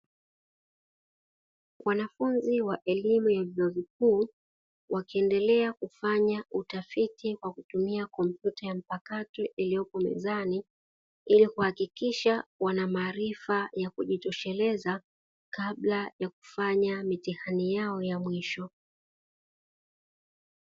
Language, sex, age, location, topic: Swahili, female, 36-49, Dar es Salaam, education